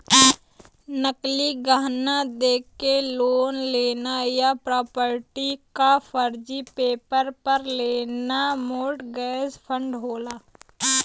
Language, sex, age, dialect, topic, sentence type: Bhojpuri, female, 18-24, Western, banking, statement